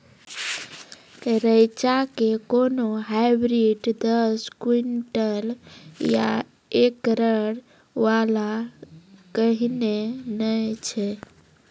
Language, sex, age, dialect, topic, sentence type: Maithili, female, 25-30, Angika, agriculture, question